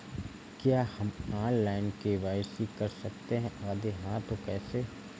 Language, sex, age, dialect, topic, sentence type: Hindi, male, 25-30, Awadhi Bundeli, banking, question